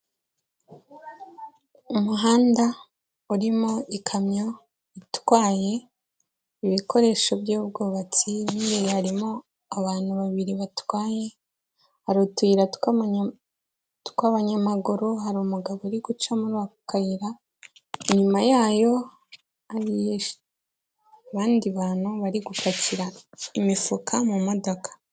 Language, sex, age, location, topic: Kinyarwanda, female, 18-24, Kigali, government